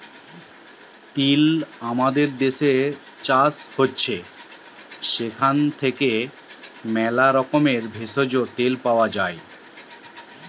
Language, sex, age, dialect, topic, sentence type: Bengali, male, 36-40, Western, agriculture, statement